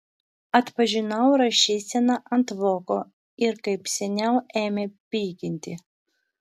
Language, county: Lithuanian, Vilnius